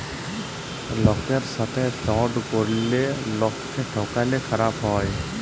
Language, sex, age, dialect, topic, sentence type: Bengali, male, 25-30, Jharkhandi, banking, statement